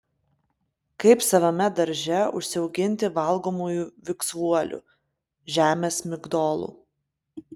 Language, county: Lithuanian, Klaipėda